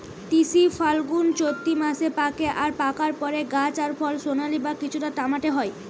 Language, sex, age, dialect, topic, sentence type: Bengali, female, 18-24, Western, agriculture, statement